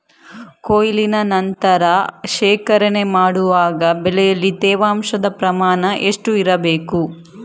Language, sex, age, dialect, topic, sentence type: Kannada, female, 60-100, Coastal/Dakshin, agriculture, question